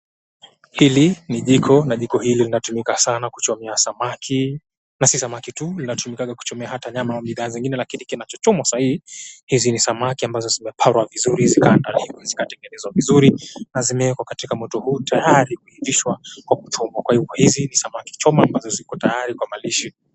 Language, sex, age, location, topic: Swahili, male, 18-24, Mombasa, agriculture